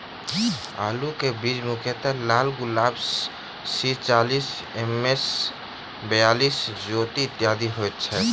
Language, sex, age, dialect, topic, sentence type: Maithili, male, 36-40, Southern/Standard, agriculture, question